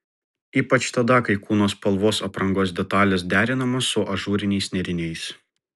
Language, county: Lithuanian, Vilnius